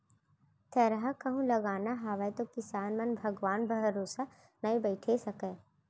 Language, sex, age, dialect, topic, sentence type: Chhattisgarhi, female, 36-40, Central, agriculture, statement